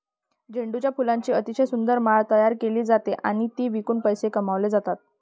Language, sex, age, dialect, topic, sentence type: Marathi, female, 25-30, Varhadi, agriculture, statement